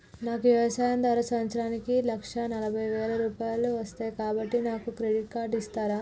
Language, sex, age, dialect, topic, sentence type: Telugu, female, 18-24, Telangana, banking, question